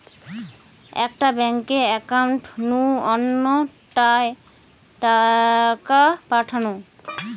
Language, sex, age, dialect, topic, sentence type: Bengali, female, 25-30, Western, banking, statement